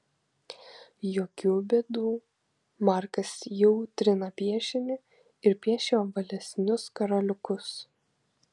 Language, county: Lithuanian, Kaunas